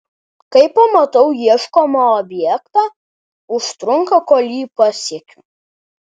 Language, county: Lithuanian, Alytus